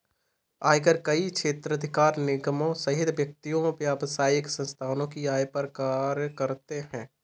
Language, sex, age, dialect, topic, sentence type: Hindi, male, 18-24, Kanauji Braj Bhasha, banking, statement